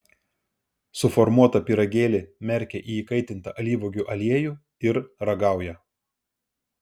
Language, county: Lithuanian, Vilnius